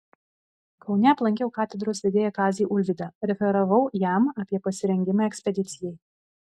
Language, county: Lithuanian, Vilnius